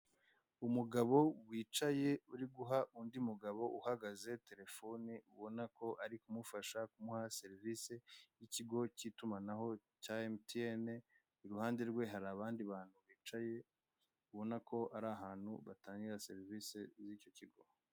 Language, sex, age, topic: Kinyarwanda, male, 25-35, finance